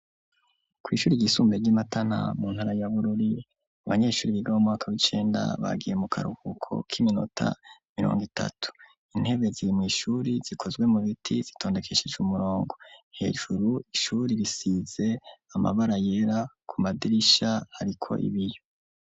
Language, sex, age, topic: Rundi, male, 25-35, education